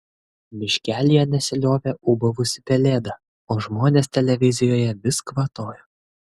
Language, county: Lithuanian, Kaunas